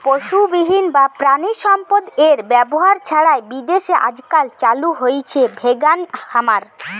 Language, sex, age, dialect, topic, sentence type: Bengali, female, 18-24, Western, agriculture, statement